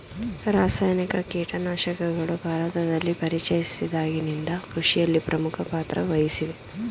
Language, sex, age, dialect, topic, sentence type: Kannada, female, 25-30, Mysore Kannada, agriculture, statement